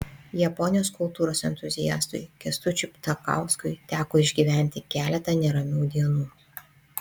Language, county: Lithuanian, Panevėžys